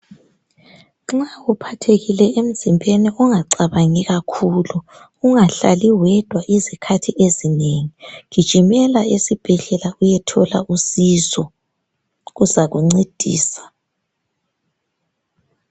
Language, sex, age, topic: North Ndebele, female, 18-24, health